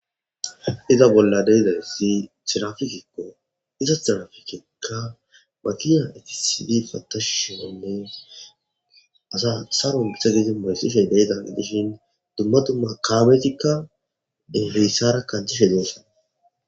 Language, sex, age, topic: Gamo, male, 18-24, government